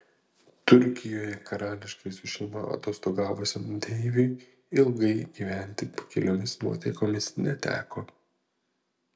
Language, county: Lithuanian, Panevėžys